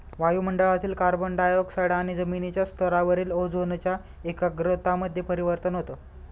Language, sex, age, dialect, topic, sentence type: Marathi, male, 25-30, Northern Konkan, agriculture, statement